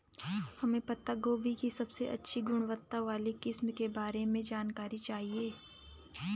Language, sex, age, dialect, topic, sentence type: Hindi, female, 25-30, Garhwali, agriculture, question